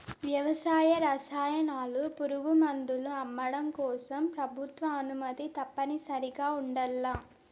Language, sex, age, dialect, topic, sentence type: Telugu, female, 18-24, Southern, agriculture, statement